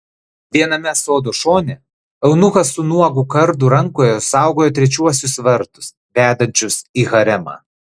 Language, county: Lithuanian, Klaipėda